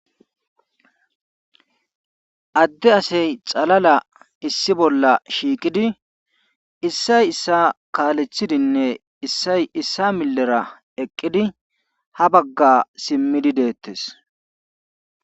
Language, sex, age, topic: Gamo, male, 18-24, government